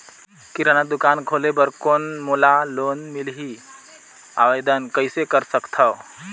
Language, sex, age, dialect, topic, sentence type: Chhattisgarhi, male, 31-35, Northern/Bhandar, banking, question